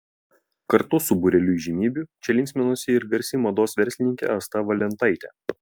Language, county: Lithuanian, Vilnius